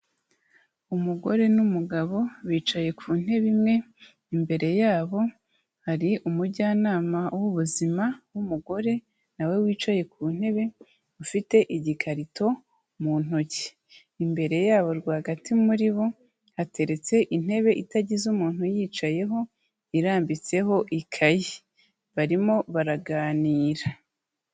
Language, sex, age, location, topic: Kinyarwanda, female, 25-35, Kigali, health